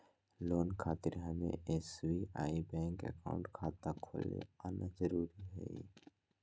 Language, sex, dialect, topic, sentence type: Magahi, male, Southern, banking, question